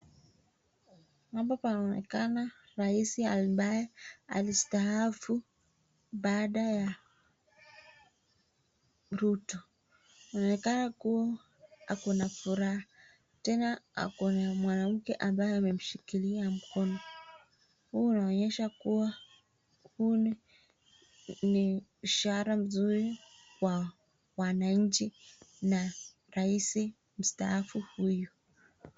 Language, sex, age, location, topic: Swahili, female, 36-49, Nakuru, government